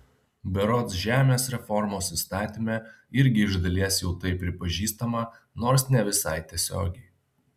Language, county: Lithuanian, Vilnius